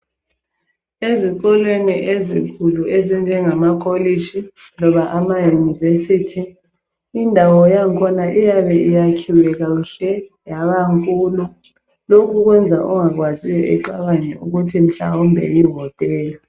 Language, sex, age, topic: North Ndebele, female, 25-35, education